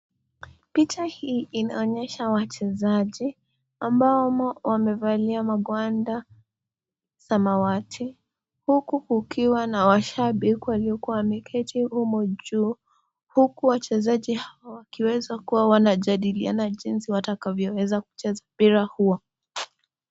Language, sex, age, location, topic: Swahili, female, 18-24, Nakuru, government